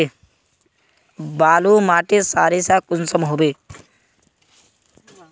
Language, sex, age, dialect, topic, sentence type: Magahi, male, 18-24, Northeastern/Surjapuri, agriculture, question